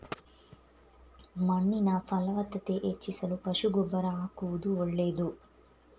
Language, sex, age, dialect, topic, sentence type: Kannada, female, 25-30, Mysore Kannada, agriculture, statement